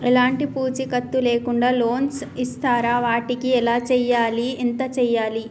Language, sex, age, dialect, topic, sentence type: Telugu, female, 25-30, Telangana, banking, question